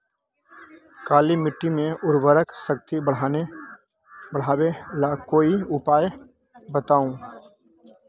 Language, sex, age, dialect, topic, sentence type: Magahi, male, 18-24, Western, agriculture, question